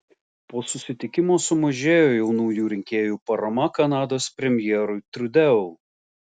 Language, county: Lithuanian, Alytus